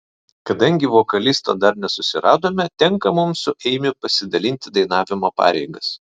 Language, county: Lithuanian, Vilnius